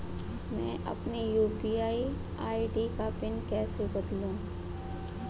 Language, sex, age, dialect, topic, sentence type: Hindi, female, 41-45, Hindustani Malvi Khadi Boli, banking, question